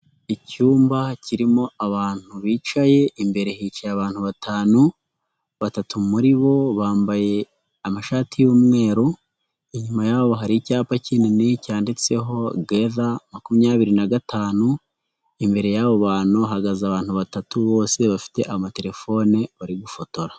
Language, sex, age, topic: Kinyarwanda, female, 25-35, finance